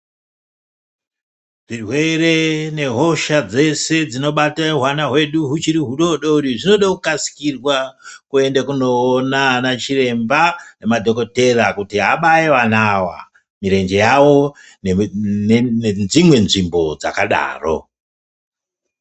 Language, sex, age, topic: Ndau, male, 50+, health